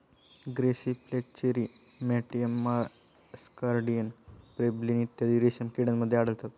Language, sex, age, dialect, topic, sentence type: Marathi, male, 25-30, Standard Marathi, agriculture, statement